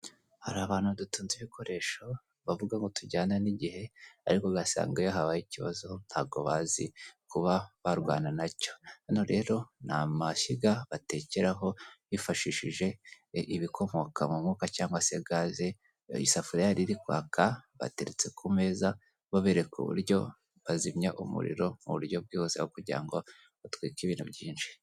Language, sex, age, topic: Kinyarwanda, female, 18-24, government